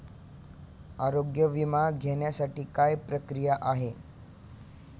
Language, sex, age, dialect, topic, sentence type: Marathi, male, 18-24, Standard Marathi, banking, question